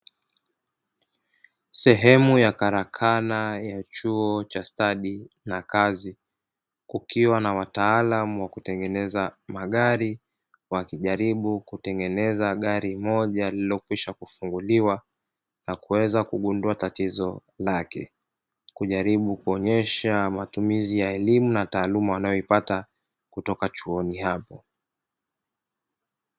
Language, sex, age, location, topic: Swahili, male, 36-49, Dar es Salaam, education